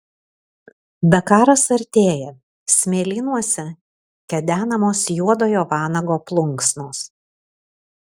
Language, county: Lithuanian, Alytus